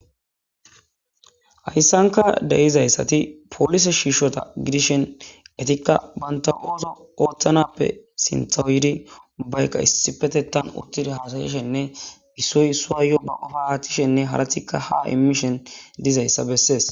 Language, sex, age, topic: Gamo, female, 18-24, government